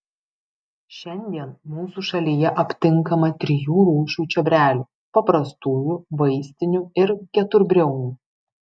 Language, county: Lithuanian, Vilnius